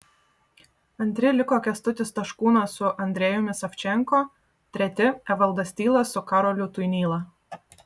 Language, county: Lithuanian, Vilnius